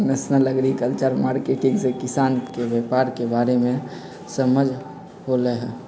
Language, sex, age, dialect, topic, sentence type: Magahi, male, 56-60, Western, agriculture, statement